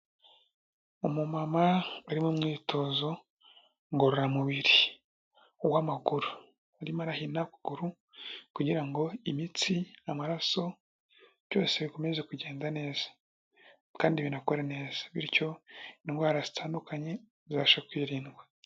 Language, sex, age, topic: Kinyarwanda, male, 18-24, health